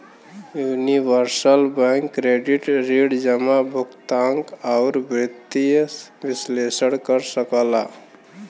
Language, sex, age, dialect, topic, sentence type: Bhojpuri, male, 18-24, Western, banking, statement